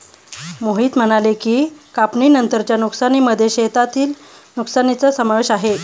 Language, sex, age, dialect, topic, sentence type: Marathi, female, 31-35, Standard Marathi, agriculture, statement